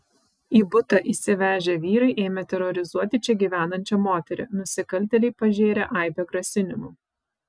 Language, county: Lithuanian, Vilnius